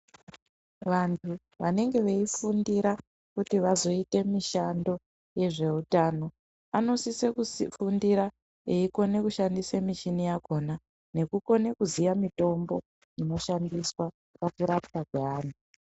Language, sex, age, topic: Ndau, female, 18-24, health